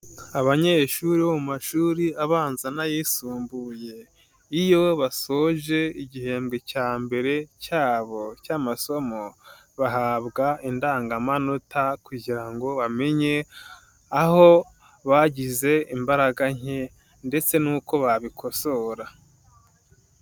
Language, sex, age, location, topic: Kinyarwanda, male, 18-24, Nyagatare, education